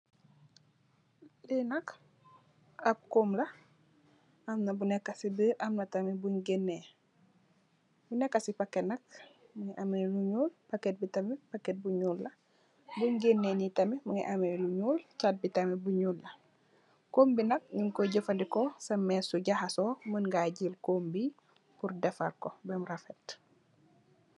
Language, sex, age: Wolof, female, 18-24